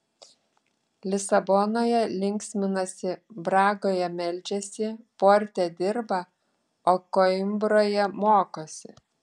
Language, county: Lithuanian, Klaipėda